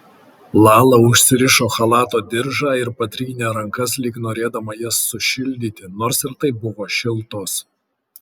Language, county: Lithuanian, Kaunas